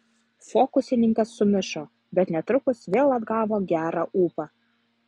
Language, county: Lithuanian, Utena